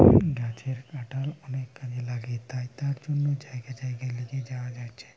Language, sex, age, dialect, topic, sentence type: Bengali, male, 25-30, Western, agriculture, statement